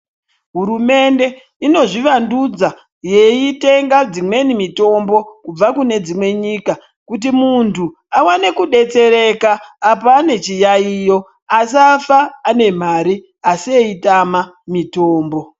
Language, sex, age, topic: Ndau, female, 50+, health